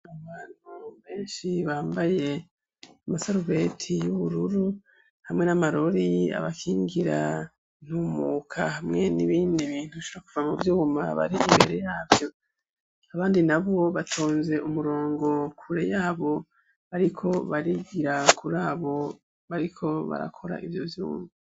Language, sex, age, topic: Rundi, male, 25-35, education